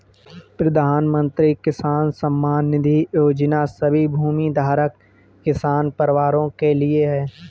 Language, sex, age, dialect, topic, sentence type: Hindi, male, 18-24, Awadhi Bundeli, agriculture, statement